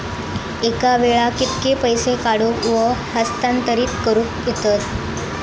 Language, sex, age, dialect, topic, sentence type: Marathi, female, 18-24, Southern Konkan, banking, question